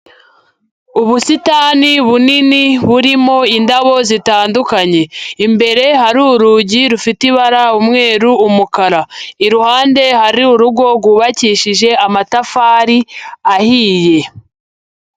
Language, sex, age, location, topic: Kinyarwanda, female, 18-24, Huye, agriculture